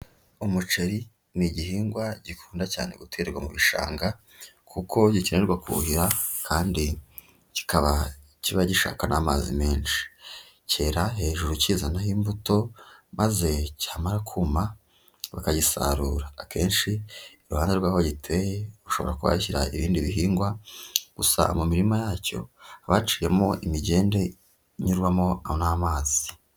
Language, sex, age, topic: Kinyarwanda, female, 25-35, agriculture